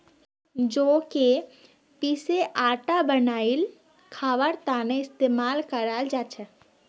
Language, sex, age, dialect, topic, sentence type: Magahi, female, 18-24, Northeastern/Surjapuri, agriculture, statement